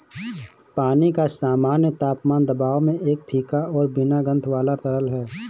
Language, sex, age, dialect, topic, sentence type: Hindi, male, 25-30, Awadhi Bundeli, agriculture, statement